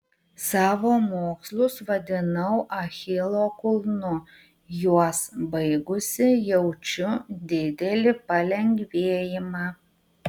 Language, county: Lithuanian, Utena